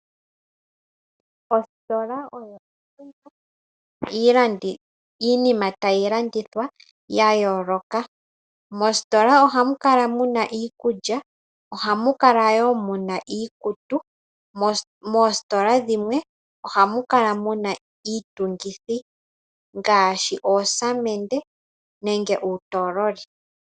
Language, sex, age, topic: Oshiwambo, female, 18-24, finance